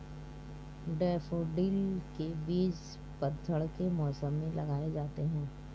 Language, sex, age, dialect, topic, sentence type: Hindi, female, 36-40, Marwari Dhudhari, agriculture, statement